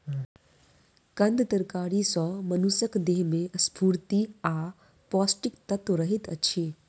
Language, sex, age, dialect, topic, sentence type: Maithili, female, 25-30, Southern/Standard, agriculture, statement